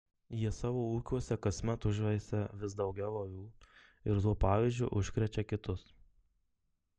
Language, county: Lithuanian, Marijampolė